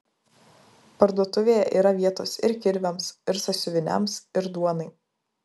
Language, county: Lithuanian, Vilnius